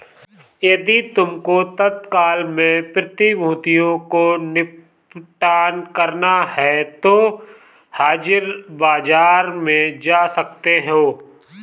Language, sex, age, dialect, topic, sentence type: Hindi, male, 25-30, Awadhi Bundeli, banking, statement